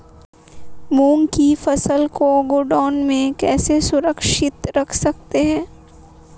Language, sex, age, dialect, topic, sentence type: Hindi, female, 18-24, Marwari Dhudhari, agriculture, question